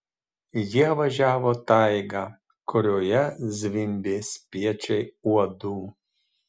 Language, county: Lithuanian, Marijampolė